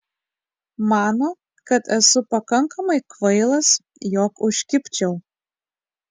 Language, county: Lithuanian, Kaunas